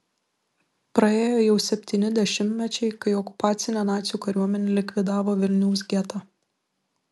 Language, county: Lithuanian, Vilnius